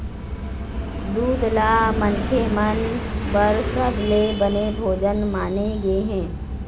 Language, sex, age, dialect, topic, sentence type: Chhattisgarhi, female, 41-45, Eastern, agriculture, statement